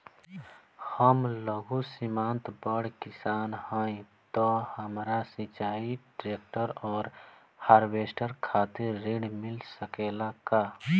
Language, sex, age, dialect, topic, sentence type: Bhojpuri, male, 18-24, Southern / Standard, banking, question